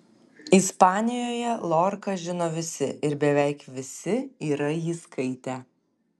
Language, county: Lithuanian, Kaunas